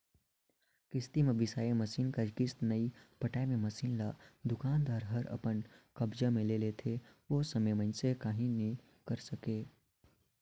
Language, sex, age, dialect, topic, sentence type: Chhattisgarhi, male, 56-60, Northern/Bhandar, banking, statement